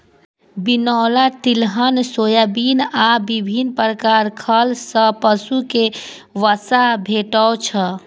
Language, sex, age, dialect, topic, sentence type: Maithili, female, 25-30, Eastern / Thethi, agriculture, statement